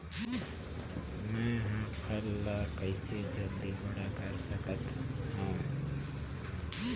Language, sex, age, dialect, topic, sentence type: Chhattisgarhi, male, 18-24, Northern/Bhandar, agriculture, question